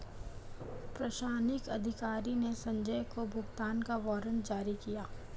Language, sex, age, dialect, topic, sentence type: Hindi, female, 25-30, Marwari Dhudhari, banking, statement